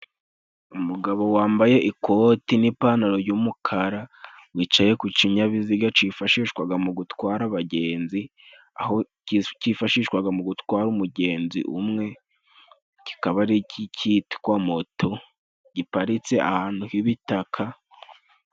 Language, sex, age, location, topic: Kinyarwanda, male, 18-24, Musanze, government